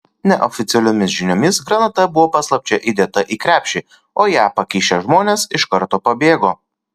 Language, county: Lithuanian, Kaunas